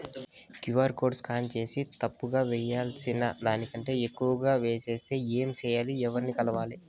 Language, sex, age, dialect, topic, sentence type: Telugu, male, 18-24, Southern, banking, question